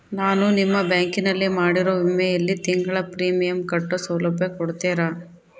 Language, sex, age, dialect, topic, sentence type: Kannada, female, 56-60, Central, banking, question